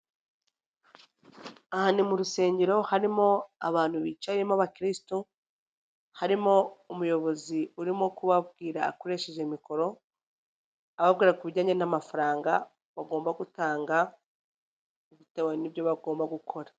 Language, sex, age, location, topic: Kinyarwanda, female, 25-35, Nyagatare, finance